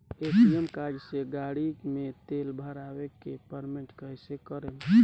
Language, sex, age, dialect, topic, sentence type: Bhojpuri, male, 18-24, Southern / Standard, banking, question